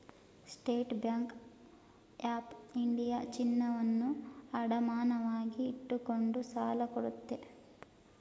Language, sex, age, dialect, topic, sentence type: Kannada, female, 18-24, Mysore Kannada, banking, statement